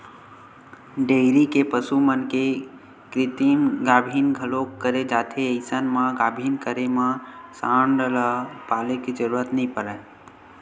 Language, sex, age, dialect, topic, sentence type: Chhattisgarhi, male, 18-24, Western/Budati/Khatahi, agriculture, statement